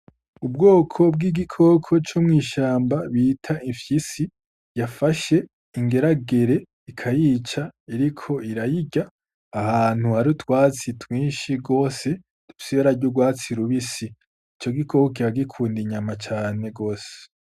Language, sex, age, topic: Rundi, male, 18-24, agriculture